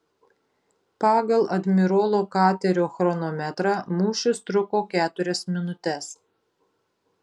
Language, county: Lithuanian, Marijampolė